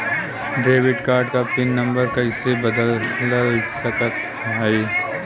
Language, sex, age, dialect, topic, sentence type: Bhojpuri, male, 18-24, Western, banking, question